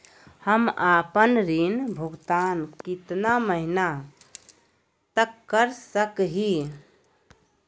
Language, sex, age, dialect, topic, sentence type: Magahi, female, 51-55, Southern, banking, question